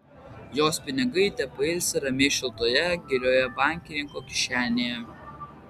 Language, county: Lithuanian, Vilnius